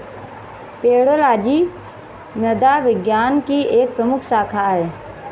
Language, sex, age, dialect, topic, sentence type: Hindi, female, 25-30, Marwari Dhudhari, agriculture, statement